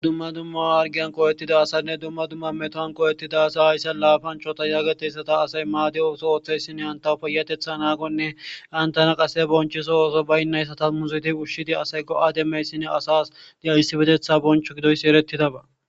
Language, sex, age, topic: Gamo, male, 18-24, government